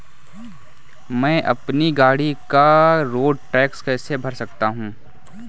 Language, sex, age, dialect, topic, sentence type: Hindi, male, 18-24, Awadhi Bundeli, banking, question